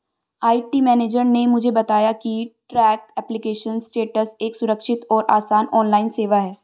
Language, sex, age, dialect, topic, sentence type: Hindi, female, 18-24, Marwari Dhudhari, banking, statement